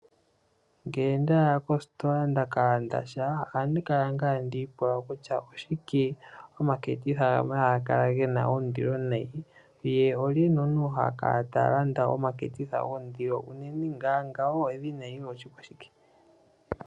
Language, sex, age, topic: Oshiwambo, male, 18-24, finance